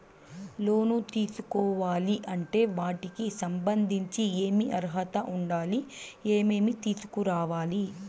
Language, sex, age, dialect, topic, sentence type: Telugu, female, 18-24, Southern, banking, question